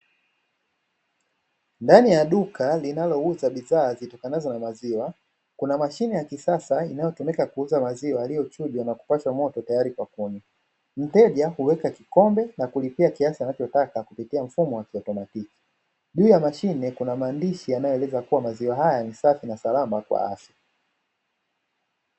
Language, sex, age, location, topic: Swahili, male, 25-35, Dar es Salaam, finance